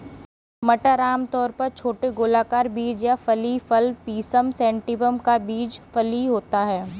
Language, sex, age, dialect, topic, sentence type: Hindi, female, 18-24, Kanauji Braj Bhasha, agriculture, statement